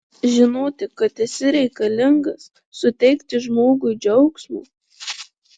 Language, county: Lithuanian, Marijampolė